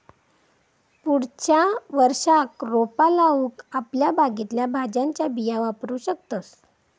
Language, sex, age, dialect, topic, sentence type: Marathi, female, 25-30, Southern Konkan, agriculture, statement